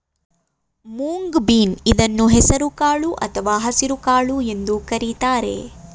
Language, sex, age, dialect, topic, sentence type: Kannada, female, 25-30, Mysore Kannada, agriculture, statement